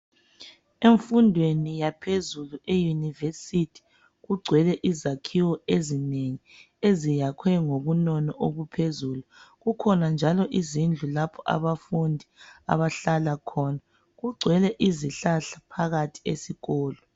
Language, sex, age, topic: North Ndebele, female, 25-35, education